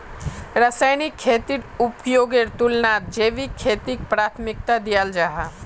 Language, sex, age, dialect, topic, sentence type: Magahi, male, 18-24, Northeastern/Surjapuri, agriculture, statement